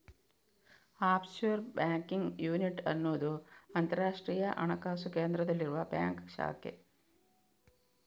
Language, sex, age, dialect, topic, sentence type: Kannada, female, 25-30, Coastal/Dakshin, banking, statement